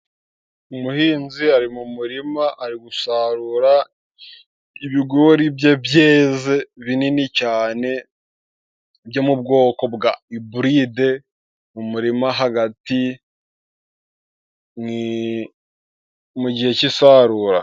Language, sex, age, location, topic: Kinyarwanda, male, 18-24, Musanze, agriculture